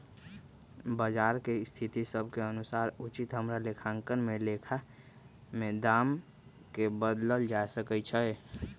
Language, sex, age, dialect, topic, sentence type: Magahi, male, 25-30, Western, banking, statement